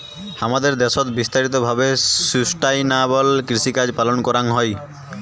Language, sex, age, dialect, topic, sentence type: Bengali, male, 18-24, Rajbangshi, agriculture, statement